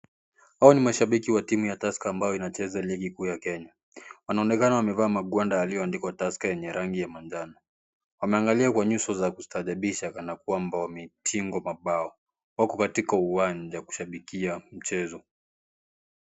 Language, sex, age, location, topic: Swahili, male, 18-24, Kisii, government